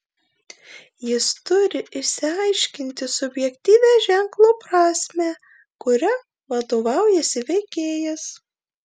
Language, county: Lithuanian, Marijampolė